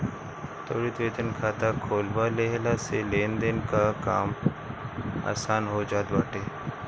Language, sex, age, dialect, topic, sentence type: Bhojpuri, male, 31-35, Northern, banking, statement